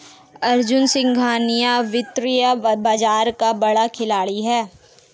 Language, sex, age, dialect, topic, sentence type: Hindi, female, 18-24, Hindustani Malvi Khadi Boli, banking, statement